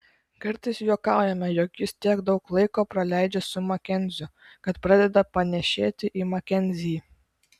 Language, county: Lithuanian, Klaipėda